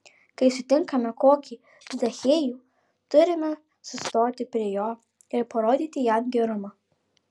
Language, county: Lithuanian, Alytus